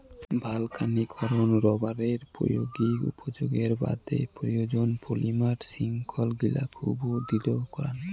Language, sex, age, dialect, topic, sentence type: Bengali, male, 18-24, Rajbangshi, agriculture, statement